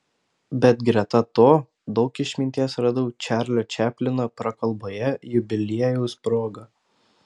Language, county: Lithuanian, Panevėžys